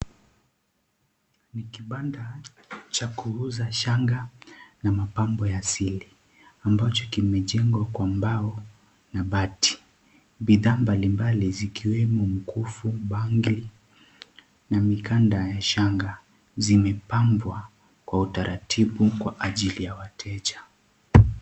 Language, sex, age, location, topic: Swahili, male, 18-24, Kisii, finance